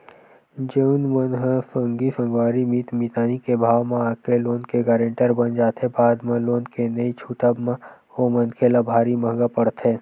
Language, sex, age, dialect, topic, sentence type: Chhattisgarhi, male, 18-24, Western/Budati/Khatahi, banking, statement